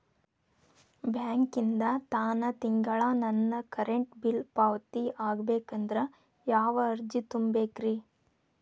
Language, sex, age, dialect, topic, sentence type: Kannada, female, 18-24, Dharwad Kannada, banking, question